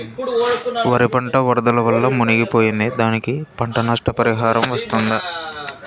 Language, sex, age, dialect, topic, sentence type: Telugu, male, 25-30, Southern, agriculture, question